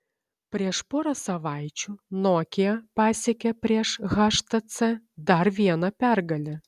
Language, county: Lithuanian, Šiauliai